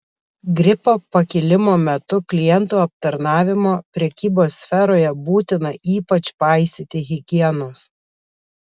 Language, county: Lithuanian, Kaunas